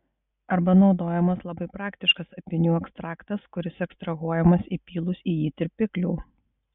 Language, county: Lithuanian, Kaunas